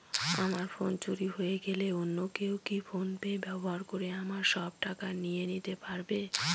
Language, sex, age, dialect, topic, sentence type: Bengali, female, 25-30, Northern/Varendri, banking, question